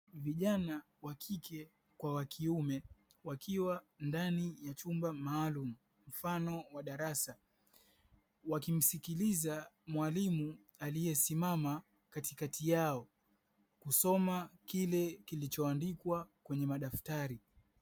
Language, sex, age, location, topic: Swahili, male, 25-35, Dar es Salaam, education